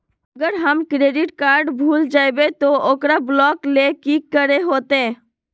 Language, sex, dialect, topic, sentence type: Magahi, female, Southern, banking, question